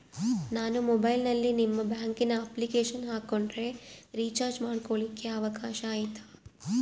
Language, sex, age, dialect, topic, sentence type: Kannada, female, 36-40, Central, banking, question